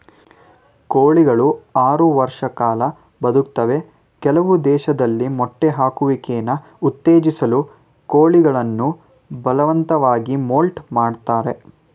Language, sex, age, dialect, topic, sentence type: Kannada, male, 18-24, Mysore Kannada, agriculture, statement